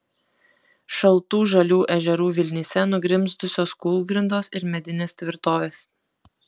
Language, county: Lithuanian, Kaunas